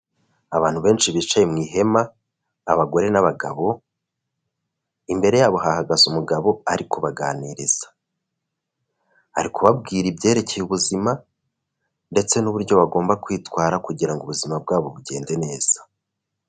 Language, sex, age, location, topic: Kinyarwanda, male, 25-35, Kigali, health